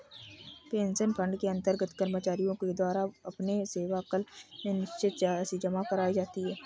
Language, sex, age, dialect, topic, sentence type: Hindi, female, 60-100, Kanauji Braj Bhasha, banking, statement